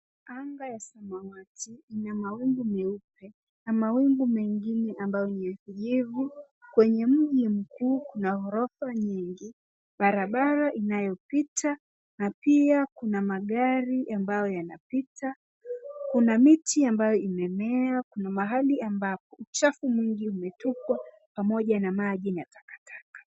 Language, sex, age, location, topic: Swahili, female, 18-24, Nairobi, finance